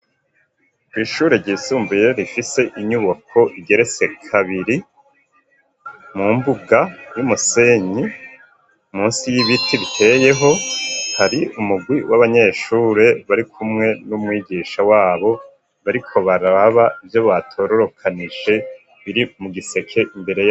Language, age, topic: Rundi, 50+, education